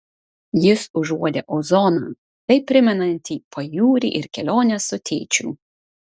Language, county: Lithuanian, Vilnius